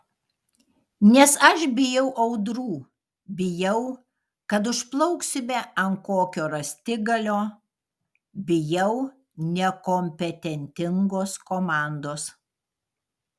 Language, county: Lithuanian, Kaunas